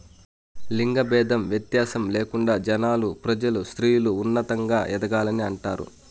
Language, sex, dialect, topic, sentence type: Telugu, male, Southern, banking, statement